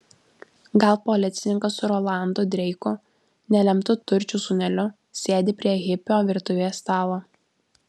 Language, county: Lithuanian, Alytus